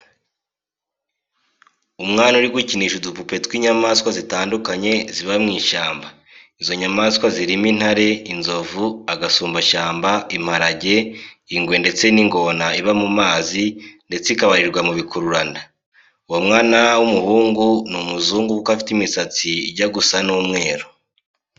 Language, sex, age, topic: Kinyarwanda, male, 18-24, education